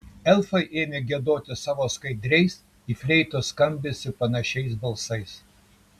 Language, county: Lithuanian, Kaunas